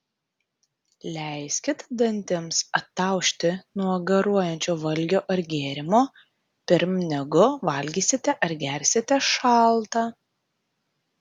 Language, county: Lithuanian, Tauragė